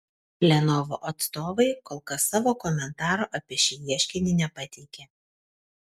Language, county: Lithuanian, Kaunas